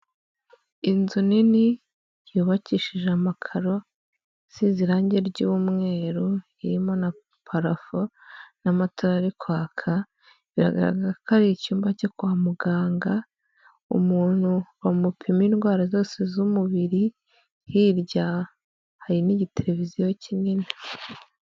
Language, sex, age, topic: Kinyarwanda, female, 18-24, health